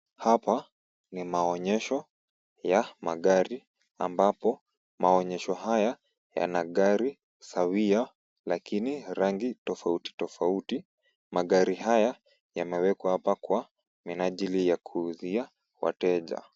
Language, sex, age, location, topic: Swahili, female, 25-35, Kisumu, finance